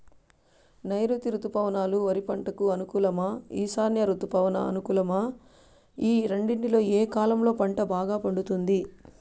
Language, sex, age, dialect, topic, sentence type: Telugu, female, 31-35, Southern, agriculture, question